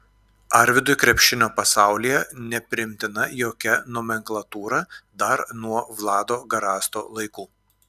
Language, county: Lithuanian, Klaipėda